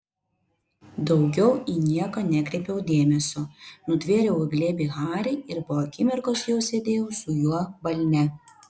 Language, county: Lithuanian, Vilnius